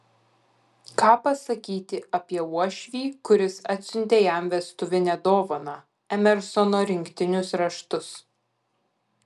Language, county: Lithuanian, Kaunas